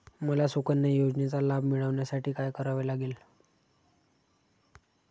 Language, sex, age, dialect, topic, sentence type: Marathi, male, 60-100, Standard Marathi, banking, question